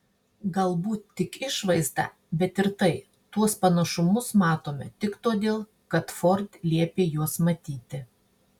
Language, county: Lithuanian, Marijampolė